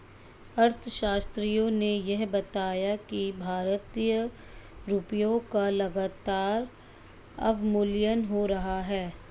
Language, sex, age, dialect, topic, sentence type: Hindi, male, 56-60, Marwari Dhudhari, banking, statement